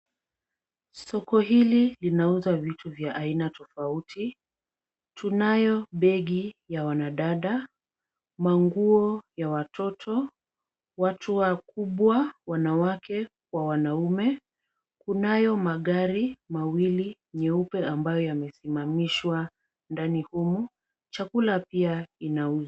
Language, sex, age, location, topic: Swahili, female, 25-35, Kisumu, finance